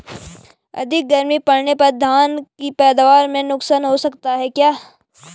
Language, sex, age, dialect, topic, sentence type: Hindi, female, 25-30, Garhwali, agriculture, question